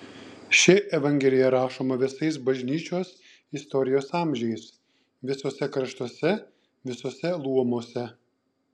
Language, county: Lithuanian, Šiauliai